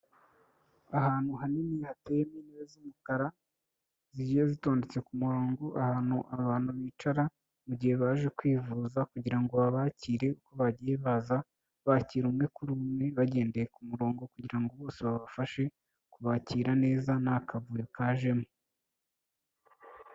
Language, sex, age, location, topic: Kinyarwanda, male, 18-24, Kigali, health